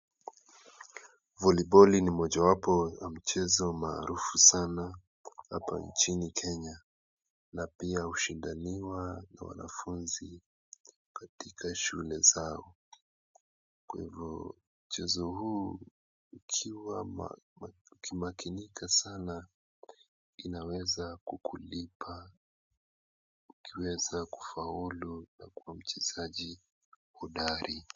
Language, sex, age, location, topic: Swahili, male, 18-24, Kisumu, government